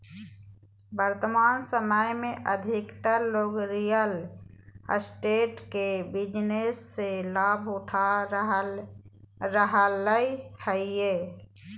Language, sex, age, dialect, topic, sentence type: Magahi, female, 41-45, Southern, banking, statement